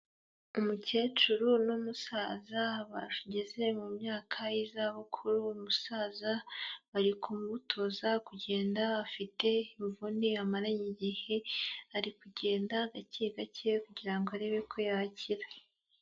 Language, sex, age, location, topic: Kinyarwanda, female, 18-24, Huye, health